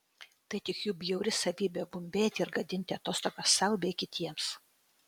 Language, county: Lithuanian, Utena